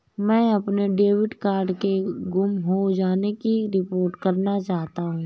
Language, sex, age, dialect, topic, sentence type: Hindi, female, 31-35, Marwari Dhudhari, banking, statement